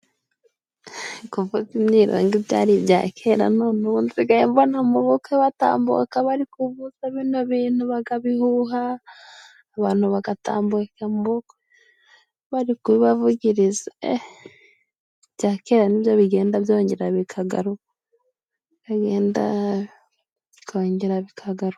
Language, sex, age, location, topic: Kinyarwanda, female, 25-35, Musanze, government